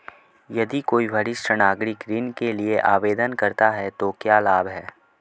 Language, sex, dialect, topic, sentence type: Hindi, male, Marwari Dhudhari, banking, question